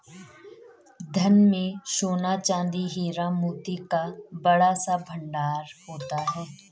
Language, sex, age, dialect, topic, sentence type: Hindi, female, 25-30, Garhwali, banking, statement